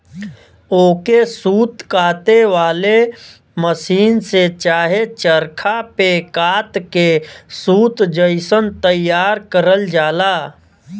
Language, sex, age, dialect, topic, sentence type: Bhojpuri, male, 31-35, Western, agriculture, statement